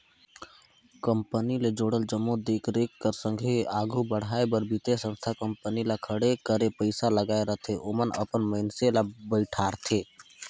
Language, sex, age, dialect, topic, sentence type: Chhattisgarhi, male, 18-24, Northern/Bhandar, banking, statement